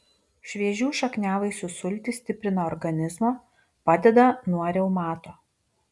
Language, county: Lithuanian, Vilnius